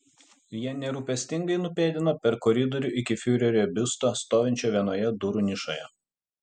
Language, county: Lithuanian, Utena